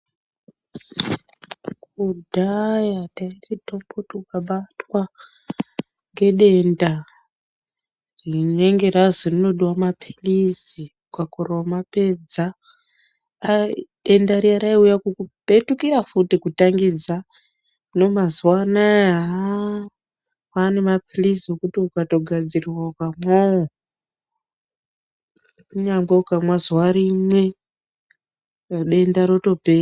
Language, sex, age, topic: Ndau, female, 36-49, health